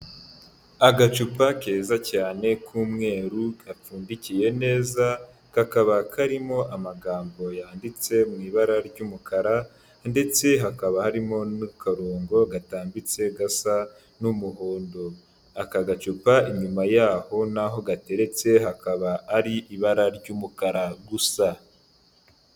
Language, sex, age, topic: Kinyarwanda, male, 18-24, health